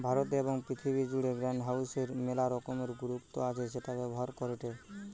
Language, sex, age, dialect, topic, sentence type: Bengali, male, 18-24, Western, agriculture, statement